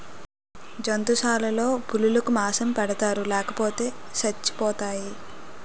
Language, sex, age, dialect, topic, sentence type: Telugu, female, 18-24, Utterandhra, agriculture, statement